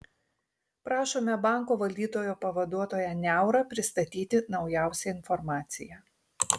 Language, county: Lithuanian, Tauragė